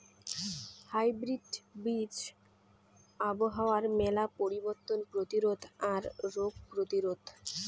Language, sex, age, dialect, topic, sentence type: Bengali, female, 18-24, Rajbangshi, agriculture, statement